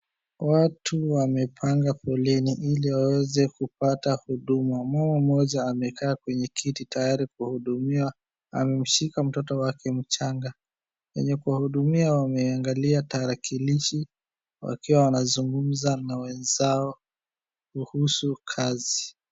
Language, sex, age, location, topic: Swahili, female, 36-49, Wajir, government